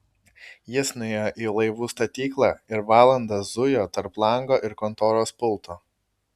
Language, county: Lithuanian, Kaunas